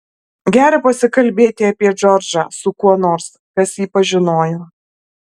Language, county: Lithuanian, Alytus